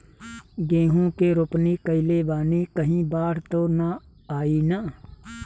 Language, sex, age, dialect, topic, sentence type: Bhojpuri, male, 36-40, Southern / Standard, agriculture, question